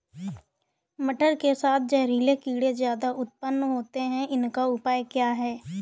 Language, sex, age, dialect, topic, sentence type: Hindi, female, 18-24, Awadhi Bundeli, agriculture, question